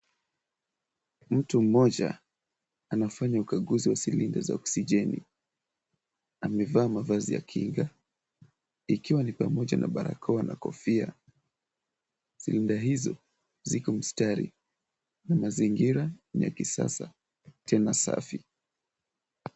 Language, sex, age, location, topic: Swahili, male, 18-24, Kisumu, health